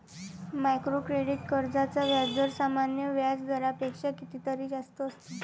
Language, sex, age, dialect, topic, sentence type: Marathi, female, 18-24, Varhadi, banking, statement